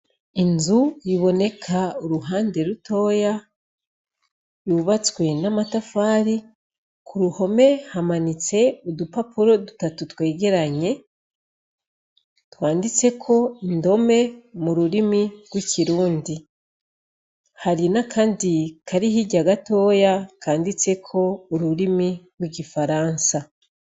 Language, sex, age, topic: Rundi, female, 36-49, education